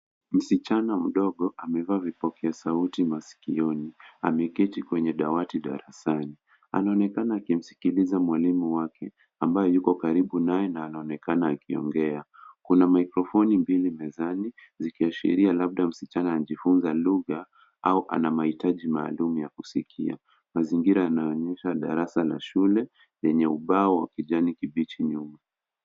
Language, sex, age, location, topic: Swahili, male, 25-35, Nairobi, education